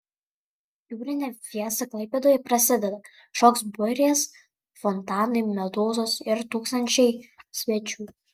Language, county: Lithuanian, Kaunas